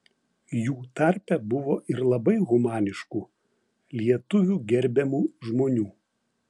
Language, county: Lithuanian, Vilnius